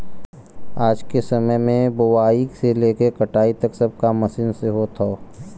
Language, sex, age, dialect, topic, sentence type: Bhojpuri, male, 25-30, Western, agriculture, statement